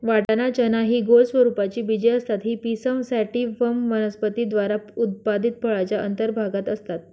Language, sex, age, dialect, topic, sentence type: Marathi, female, 25-30, Northern Konkan, agriculture, statement